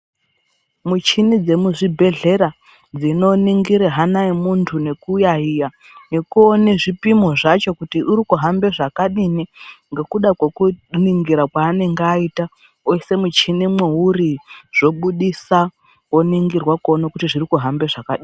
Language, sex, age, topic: Ndau, female, 36-49, health